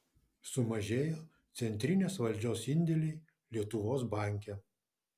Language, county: Lithuanian, Vilnius